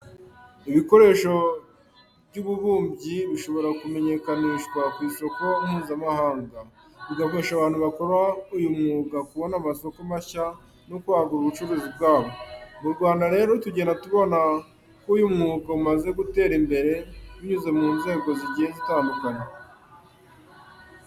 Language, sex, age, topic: Kinyarwanda, male, 18-24, education